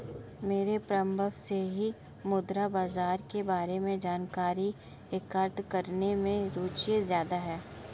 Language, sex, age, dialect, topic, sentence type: Hindi, male, 25-30, Marwari Dhudhari, banking, statement